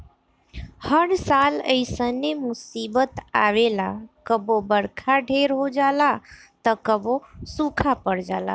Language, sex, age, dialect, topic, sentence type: Bhojpuri, female, 25-30, Southern / Standard, agriculture, statement